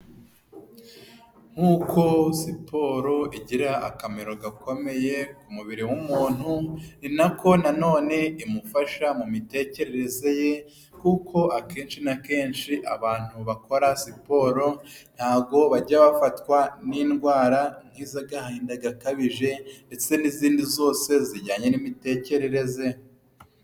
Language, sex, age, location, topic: Kinyarwanda, male, 25-35, Huye, health